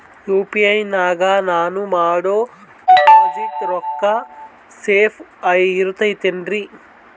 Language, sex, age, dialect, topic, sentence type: Kannada, male, 18-24, Central, banking, question